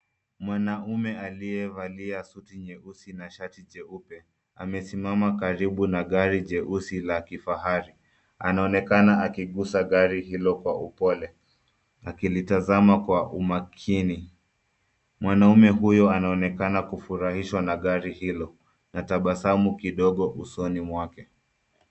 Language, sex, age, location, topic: Swahili, male, 25-35, Nairobi, finance